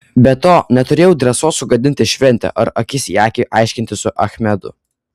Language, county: Lithuanian, Kaunas